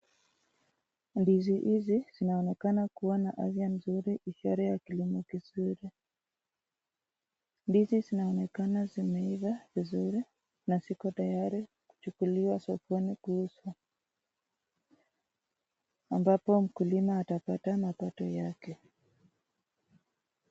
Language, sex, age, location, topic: Swahili, female, 25-35, Nakuru, agriculture